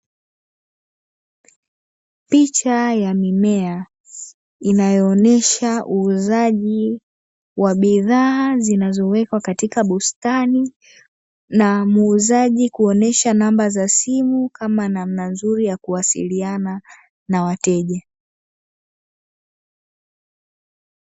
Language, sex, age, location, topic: Swahili, female, 18-24, Dar es Salaam, agriculture